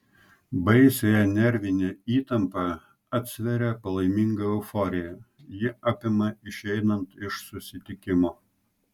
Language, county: Lithuanian, Klaipėda